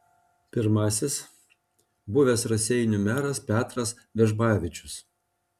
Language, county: Lithuanian, Panevėžys